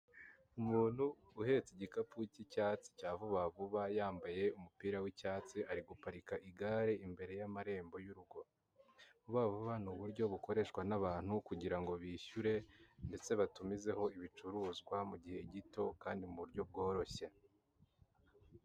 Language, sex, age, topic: Kinyarwanda, male, 18-24, finance